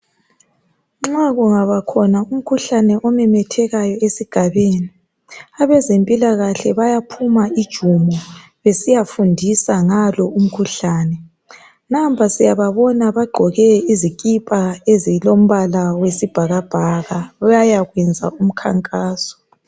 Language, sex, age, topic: North Ndebele, male, 18-24, health